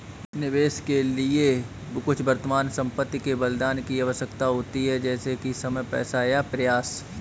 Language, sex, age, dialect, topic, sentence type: Hindi, male, 25-30, Kanauji Braj Bhasha, banking, statement